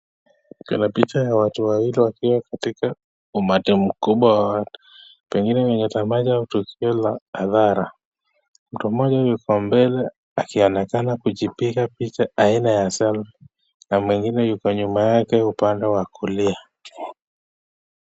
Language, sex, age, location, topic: Swahili, male, 18-24, Nakuru, government